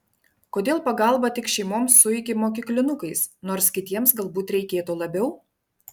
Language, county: Lithuanian, Panevėžys